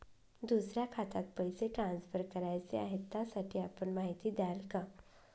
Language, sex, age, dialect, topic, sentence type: Marathi, female, 25-30, Northern Konkan, banking, question